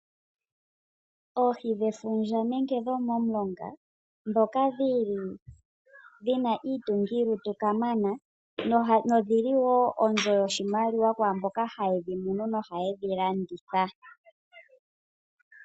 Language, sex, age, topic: Oshiwambo, female, 25-35, agriculture